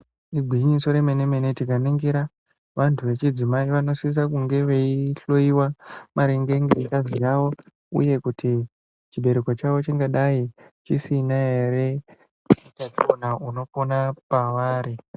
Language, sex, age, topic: Ndau, male, 18-24, health